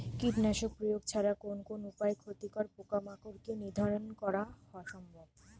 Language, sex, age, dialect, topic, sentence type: Bengali, female, 25-30, Northern/Varendri, agriculture, question